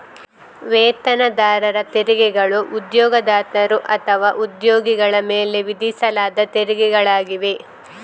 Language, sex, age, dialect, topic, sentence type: Kannada, female, 25-30, Coastal/Dakshin, banking, statement